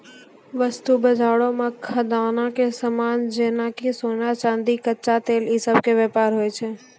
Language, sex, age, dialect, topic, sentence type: Maithili, female, 18-24, Angika, banking, statement